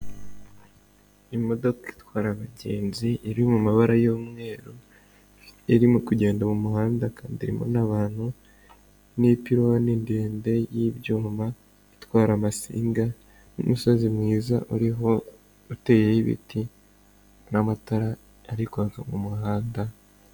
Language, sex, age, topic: Kinyarwanda, male, 18-24, government